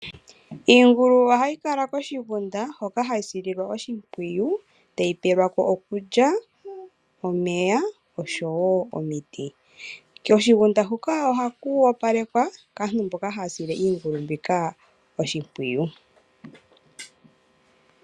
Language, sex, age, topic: Oshiwambo, female, 25-35, agriculture